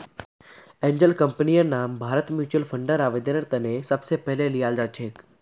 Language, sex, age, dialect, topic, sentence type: Magahi, male, 18-24, Northeastern/Surjapuri, banking, statement